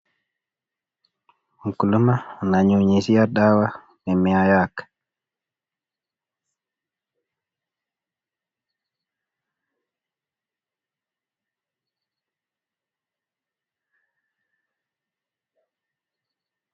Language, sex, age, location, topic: Swahili, male, 25-35, Nakuru, health